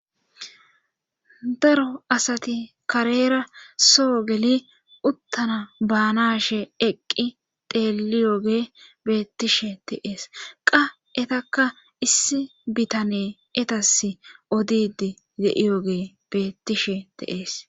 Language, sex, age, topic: Gamo, female, 25-35, government